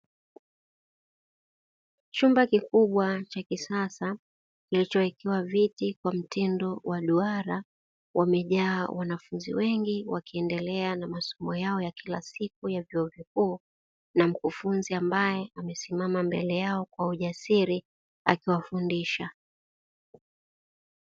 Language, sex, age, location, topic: Swahili, female, 36-49, Dar es Salaam, education